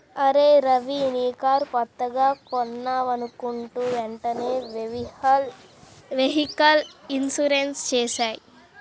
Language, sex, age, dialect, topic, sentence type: Telugu, male, 25-30, Central/Coastal, banking, statement